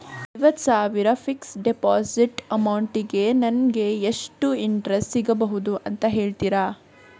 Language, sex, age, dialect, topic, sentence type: Kannada, female, 41-45, Coastal/Dakshin, banking, question